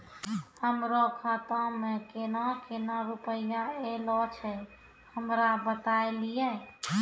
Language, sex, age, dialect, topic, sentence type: Maithili, female, 25-30, Angika, banking, question